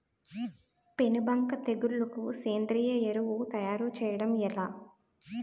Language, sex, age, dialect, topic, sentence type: Telugu, female, 18-24, Utterandhra, agriculture, question